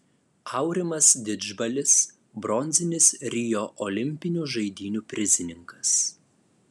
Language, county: Lithuanian, Alytus